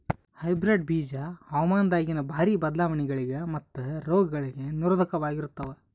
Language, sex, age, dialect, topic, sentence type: Kannada, male, 18-24, Northeastern, agriculture, statement